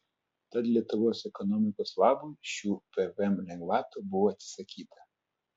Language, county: Lithuanian, Telšiai